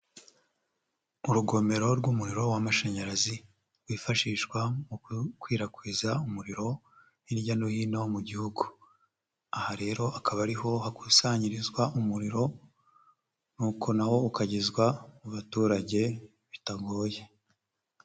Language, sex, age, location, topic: Kinyarwanda, male, 50+, Nyagatare, government